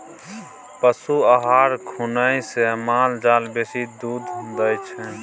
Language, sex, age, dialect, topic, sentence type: Maithili, male, 31-35, Bajjika, agriculture, statement